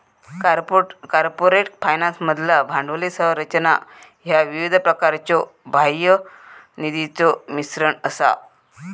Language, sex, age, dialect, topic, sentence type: Marathi, female, 41-45, Southern Konkan, banking, statement